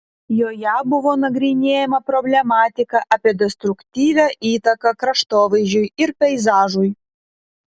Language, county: Lithuanian, Vilnius